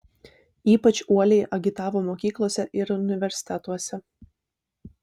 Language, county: Lithuanian, Vilnius